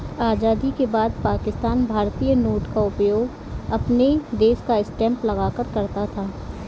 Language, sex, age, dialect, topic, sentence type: Hindi, female, 18-24, Kanauji Braj Bhasha, banking, statement